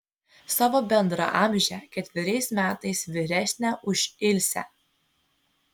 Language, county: Lithuanian, Vilnius